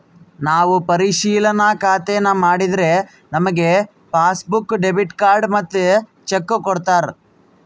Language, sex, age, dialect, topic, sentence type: Kannada, male, 41-45, Central, banking, statement